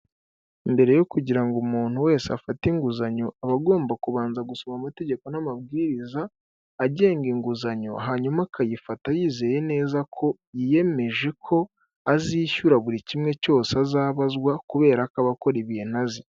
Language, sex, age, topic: Kinyarwanda, male, 18-24, finance